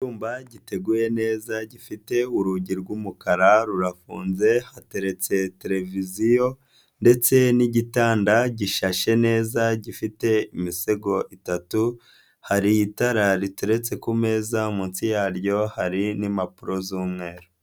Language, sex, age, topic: Kinyarwanda, male, 25-35, finance